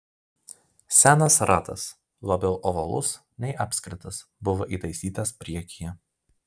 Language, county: Lithuanian, Vilnius